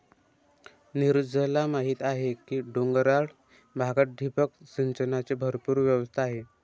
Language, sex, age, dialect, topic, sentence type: Marathi, male, 18-24, Varhadi, agriculture, statement